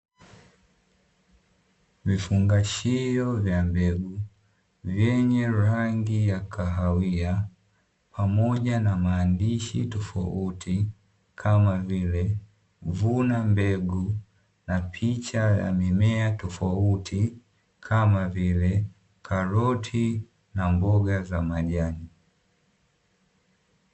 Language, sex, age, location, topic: Swahili, male, 18-24, Dar es Salaam, agriculture